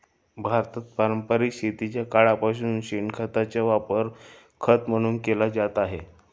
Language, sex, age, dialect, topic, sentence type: Marathi, male, 25-30, Standard Marathi, agriculture, statement